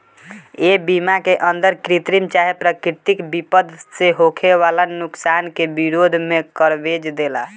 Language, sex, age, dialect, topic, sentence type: Bhojpuri, female, 51-55, Southern / Standard, banking, statement